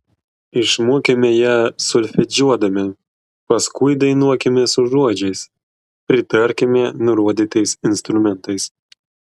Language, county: Lithuanian, Klaipėda